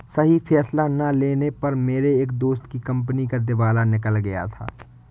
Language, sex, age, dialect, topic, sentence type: Hindi, male, 18-24, Awadhi Bundeli, banking, statement